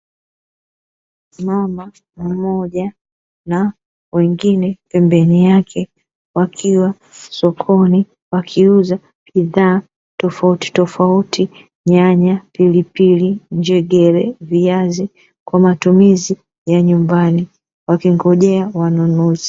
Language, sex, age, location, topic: Swahili, female, 36-49, Dar es Salaam, finance